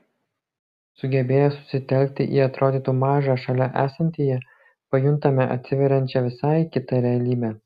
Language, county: Lithuanian, Kaunas